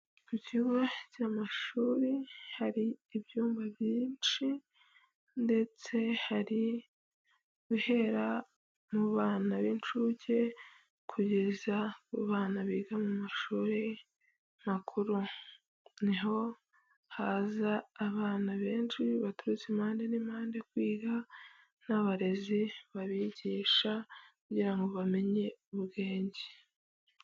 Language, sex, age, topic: Kinyarwanda, female, 25-35, education